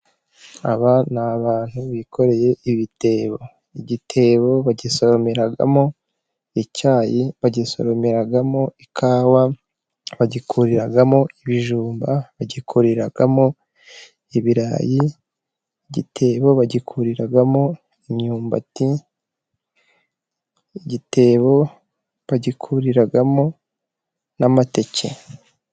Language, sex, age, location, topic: Kinyarwanda, male, 25-35, Musanze, agriculture